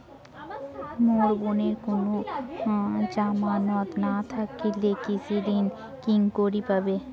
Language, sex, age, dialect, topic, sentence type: Bengali, female, 18-24, Rajbangshi, agriculture, statement